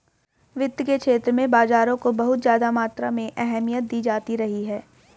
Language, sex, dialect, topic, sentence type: Hindi, female, Hindustani Malvi Khadi Boli, banking, statement